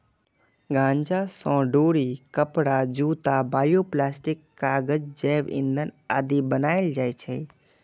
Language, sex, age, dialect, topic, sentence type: Maithili, male, 25-30, Eastern / Thethi, agriculture, statement